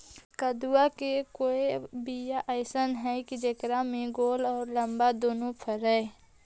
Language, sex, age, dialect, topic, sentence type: Magahi, male, 18-24, Central/Standard, agriculture, question